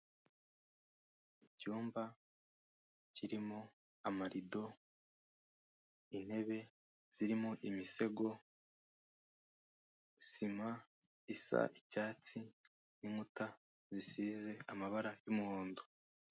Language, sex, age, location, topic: Kinyarwanda, male, 18-24, Kigali, finance